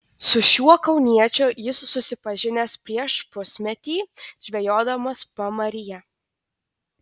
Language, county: Lithuanian, Telšiai